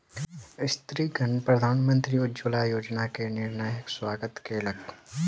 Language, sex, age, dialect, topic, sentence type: Maithili, male, 18-24, Southern/Standard, agriculture, statement